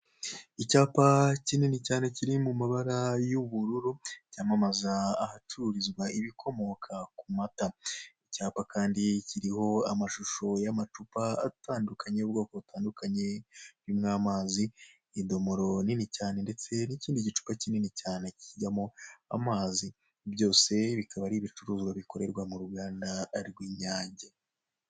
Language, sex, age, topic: Kinyarwanda, male, 25-35, finance